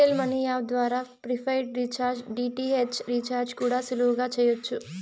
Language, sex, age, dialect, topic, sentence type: Telugu, female, 18-24, Southern, banking, statement